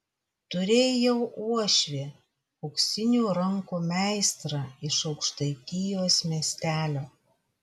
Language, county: Lithuanian, Vilnius